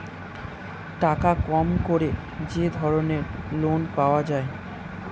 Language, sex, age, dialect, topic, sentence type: Bengali, male, 18-24, Standard Colloquial, banking, statement